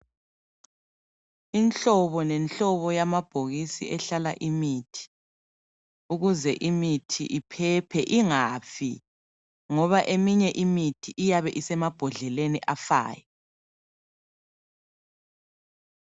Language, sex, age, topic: North Ndebele, female, 25-35, health